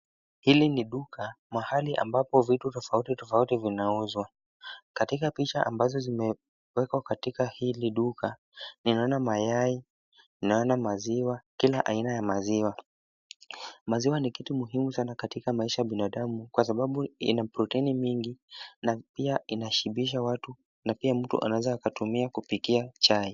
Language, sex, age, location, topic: Swahili, male, 18-24, Kisumu, finance